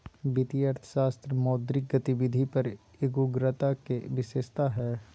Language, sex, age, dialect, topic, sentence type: Magahi, male, 18-24, Southern, banking, statement